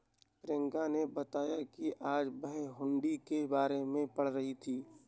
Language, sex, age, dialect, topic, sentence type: Hindi, male, 18-24, Awadhi Bundeli, banking, statement